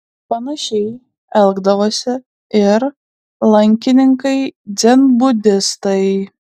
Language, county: Lithuanian, Klaipėda